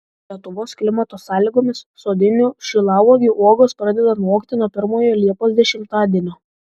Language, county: Lithuanian, Šiauliai